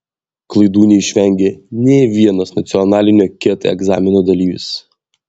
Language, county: Lithuanian, Vilnius